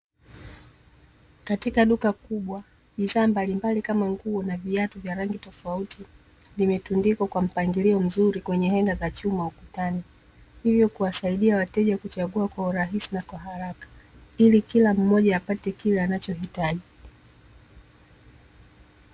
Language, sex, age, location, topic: Swahili, female, 25-35, Dar es Salaam, finance